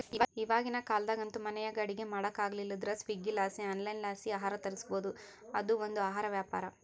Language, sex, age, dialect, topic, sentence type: Kannada, female, 18-24, Central, agriculture, statement